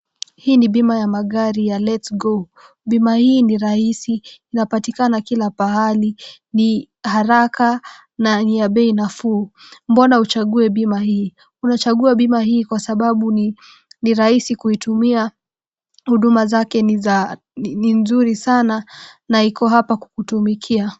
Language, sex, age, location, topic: Swahili, female, 18-24, Nakuru, finance